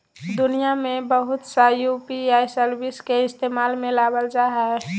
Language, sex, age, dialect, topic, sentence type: Magahi, female, 18-24, Southern, banking, statement